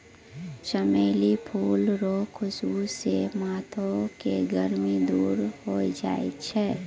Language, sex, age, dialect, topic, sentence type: Maithili, female, 18-24, Angika, agriculture, statement